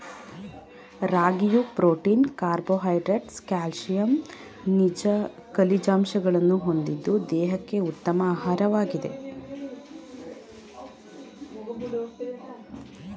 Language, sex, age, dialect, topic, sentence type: Kannada, female, 18-24, Mysore Kannada, agriculture, statement